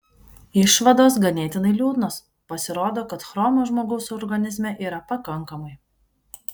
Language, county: Lithuanian, Kaunas